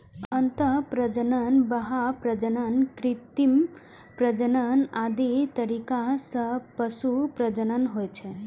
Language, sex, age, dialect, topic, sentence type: Maithili, female, 18-24, Eastern / Thethi, agriculture, statement